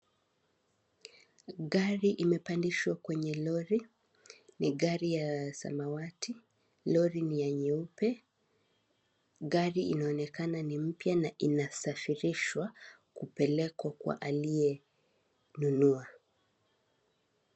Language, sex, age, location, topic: Swahili, female, 18-24, Kisii, finance